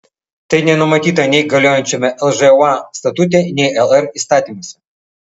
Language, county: Lithuanian, Vilnius